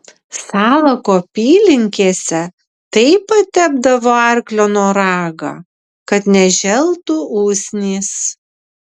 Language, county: Lithuanian, Vilnius